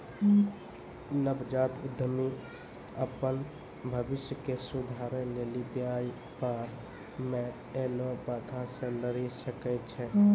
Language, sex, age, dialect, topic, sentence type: Maithili, male, 18-24, Angika, banking, statement